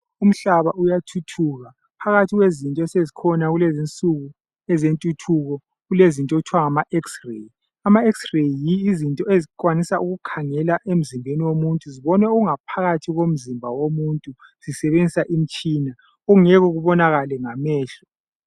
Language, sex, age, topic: North Ndebele, male, 25-35, health